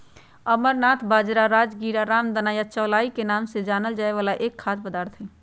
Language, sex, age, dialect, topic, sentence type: Magahi, female, 56-60, Western, agriculture, statement